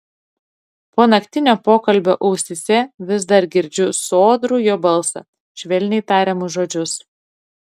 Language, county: Lithuanian, Šiauliai